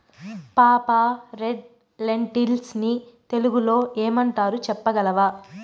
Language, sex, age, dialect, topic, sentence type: Telugu, female, 25-30, Southern, agriculture, statement